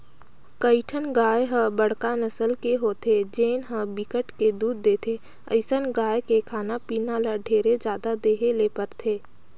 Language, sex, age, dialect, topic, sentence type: Chhattisgarhi, female, 60-100, Northern/Bhandar, agriculture, statement